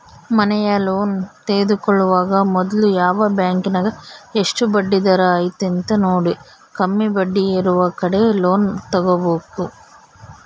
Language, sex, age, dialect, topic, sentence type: Kannada, female, 18-24, Central, banking, statement